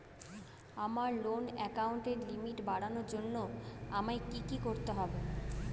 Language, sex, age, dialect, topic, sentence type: Bengali, female, 31-35, Jharkhandi, banking, question